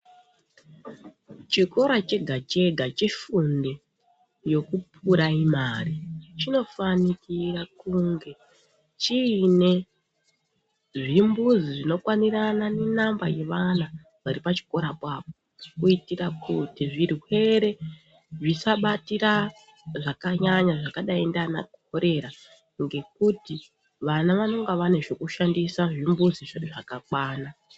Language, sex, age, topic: Ndau, female, 25-35, education